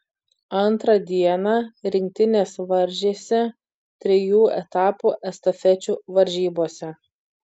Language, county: Lithuanian, Vilnius